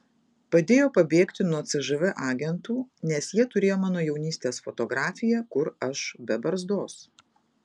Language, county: Lithuanian, Vilnius